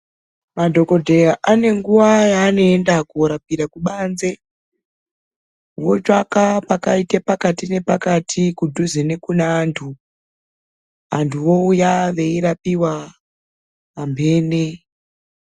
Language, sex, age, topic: Ndau, female, 36-49, health